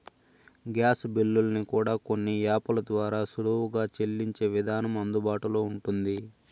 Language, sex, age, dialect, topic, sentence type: Telugu, male, 18-24, Southern, banking, statement